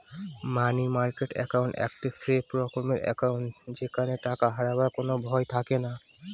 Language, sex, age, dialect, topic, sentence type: Bengali, female, 25-30, Northern/Varendri, banking, statement